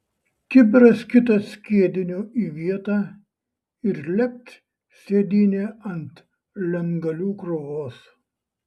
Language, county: Lithuanian, Šiauliai